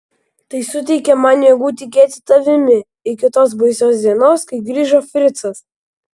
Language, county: Lithuanian, Vilnius